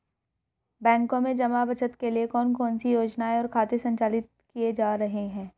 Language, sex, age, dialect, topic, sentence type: Hindi, female, 31-35, Hindustani Malvi Khadi Boli, banking, question